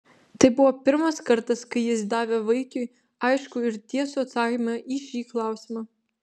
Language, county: Lithuanian, Vilnius